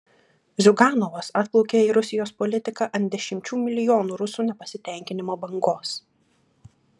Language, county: Lithuanian, Klaipėda